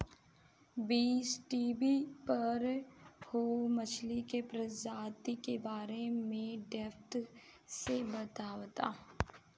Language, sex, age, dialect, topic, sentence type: Bhojpuri, female, 31-35, Southern / Standard, agriculture, question